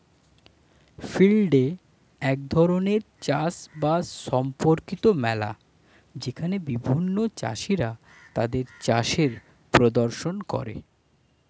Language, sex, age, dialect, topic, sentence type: Bengali, male, 25-30, Standard Colloquial, agriculture, statement